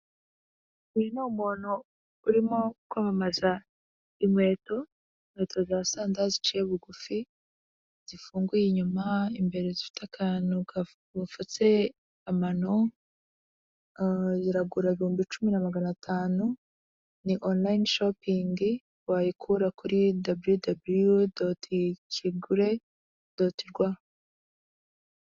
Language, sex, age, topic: Kinyarwanda, female, 25-35, finance